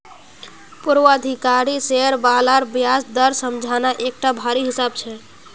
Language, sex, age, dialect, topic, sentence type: Magahi, female, 41-45, Northeastern/Surjapuri, banking, statement